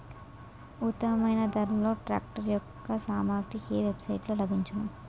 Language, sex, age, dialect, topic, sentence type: Telugu, female, 18-24, Utterandhra, agriculture, question